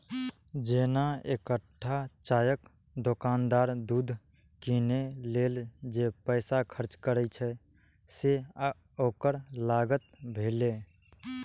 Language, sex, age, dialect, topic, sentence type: Maithili, male, 18-24, Eastern / Thethi, banking, statement